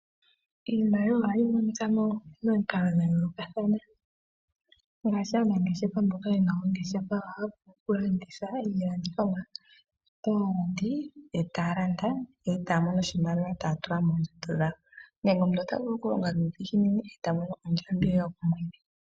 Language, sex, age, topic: Oshiwambo, female, 25-35, finance